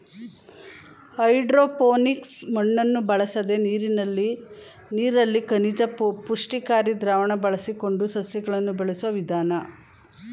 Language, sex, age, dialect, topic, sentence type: Kannada, female, 36-40, Mysore Kannada, agriculture, statement